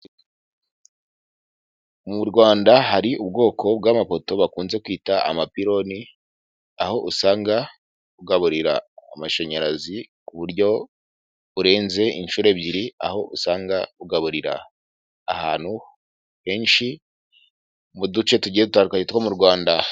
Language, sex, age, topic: Kinyarwanda, male, 18-24, government